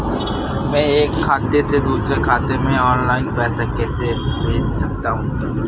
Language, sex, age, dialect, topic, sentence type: Hindi, female, 18-24, Awadhi Bundeli, banking, question